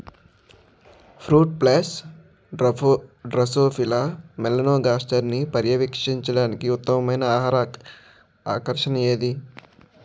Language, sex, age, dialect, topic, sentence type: Telugu, male, 46-50, Utterandhra, agriculture, question